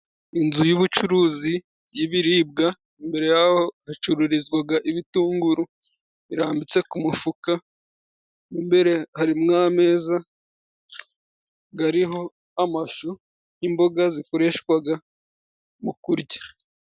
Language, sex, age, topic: Kinyarwanda, male, 18-24, finance